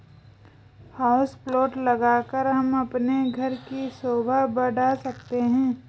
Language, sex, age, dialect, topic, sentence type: Hindi, female, 25-30, Garhwali, agriculture, statement